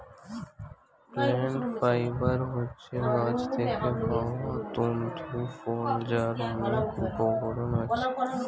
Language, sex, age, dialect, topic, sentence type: Bengali, male, <18, Standard Colloquial, agriculture, statement